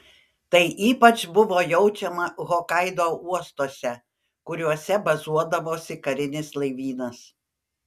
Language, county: Lithuanian, Panevėžys